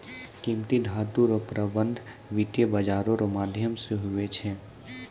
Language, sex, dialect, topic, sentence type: Maithili, male, Angika, banking, statement